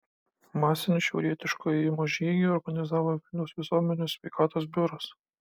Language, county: Lithuanian, Kaunas